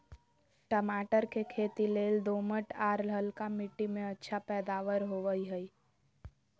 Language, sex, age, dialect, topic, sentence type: Magahi, female, 18-24, Southern, agriculture, statement